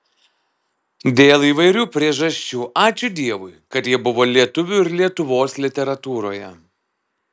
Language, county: Lithuanian, Alytus